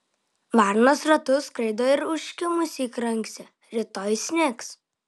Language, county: Lithuanian, Vilnius